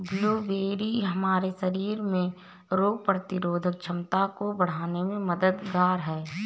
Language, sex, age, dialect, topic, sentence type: Hindi, female, 31-35, Awadhi Bundeli, agriculture, statement